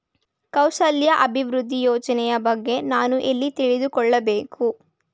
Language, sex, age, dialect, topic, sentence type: Kannada, female, 18-24, Mysore Kannada, banking, question